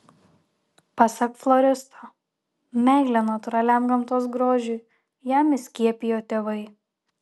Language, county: Lithuanian, Šiauliai